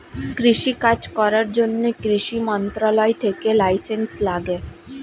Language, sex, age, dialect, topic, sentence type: Bengali, female, 25-30, Standard Colloquial, agriculture, statement